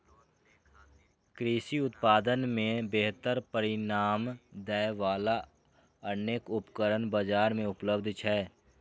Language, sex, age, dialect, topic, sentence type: Maithili, male, 18-24, Eastern / Thethi, agriculture, statement